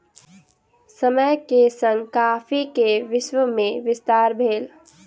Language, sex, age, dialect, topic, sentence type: Maithili, female, 18-24, Southern/Standard, agriculture, statement